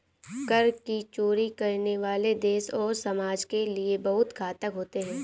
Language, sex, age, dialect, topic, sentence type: Hindi, female, 18-24, Awadhi Bundeli, banking, statement